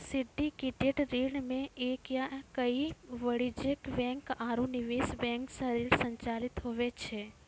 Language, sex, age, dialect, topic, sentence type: Maithili, female, 25-30, Angika, banking, statement